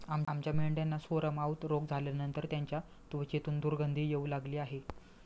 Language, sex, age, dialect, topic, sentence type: Marathi, male, 25-30, Standard Marathi, agriculture, statement